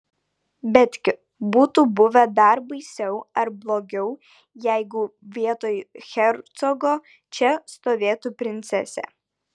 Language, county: Lithuanian, Vilnius